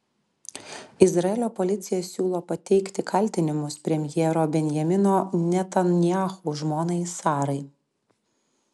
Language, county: Lithuanian, Klaipėda